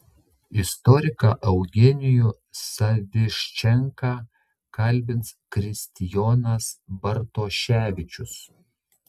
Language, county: Lithuanian, Šiauliai